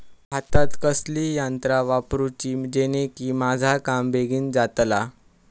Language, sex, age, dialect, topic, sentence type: Marathi, male, 18-24, Southern Konkan, agriculture, question